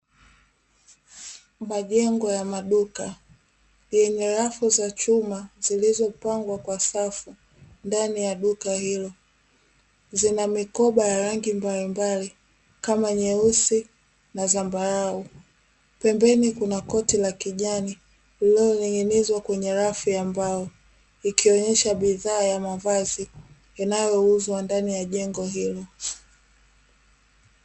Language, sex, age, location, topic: Swahili, female, 18-24, Dar es Salaam, finance